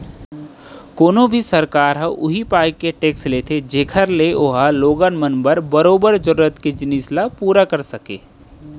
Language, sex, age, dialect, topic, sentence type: Chhattisgarhi, male, 31-35, Central, banking, statement